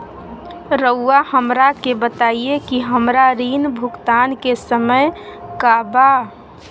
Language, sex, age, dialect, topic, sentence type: Magahi, female, 25-30, Southern, banking, question